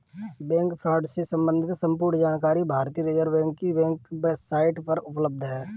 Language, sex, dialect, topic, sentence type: Hindi, male, Kanauji Braj Bhasha, banking, statement